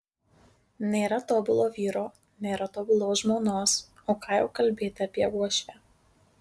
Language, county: Lithuanian, Marijampolė